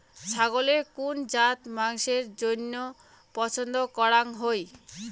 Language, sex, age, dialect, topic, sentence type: Bengali, female, 18-24, Rajbangshi, agriculture, statement